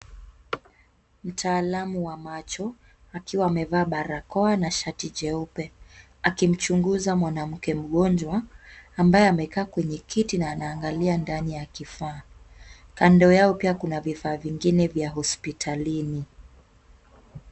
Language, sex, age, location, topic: Swahili, female, 25-35, Kisumu, health